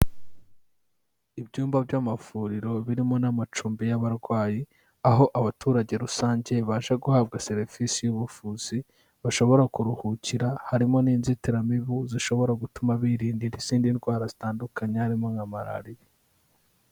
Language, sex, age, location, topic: Kinyarwanda, male, 18-24, Kigali, health